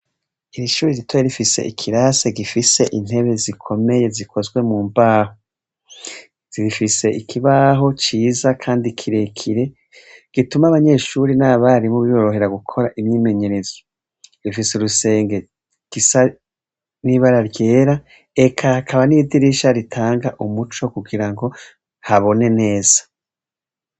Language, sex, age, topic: Rundi, male, 36-49, education